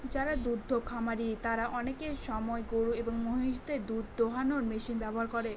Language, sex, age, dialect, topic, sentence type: Bengali, female, 18-24, Northern/Varendri, agriculture, statement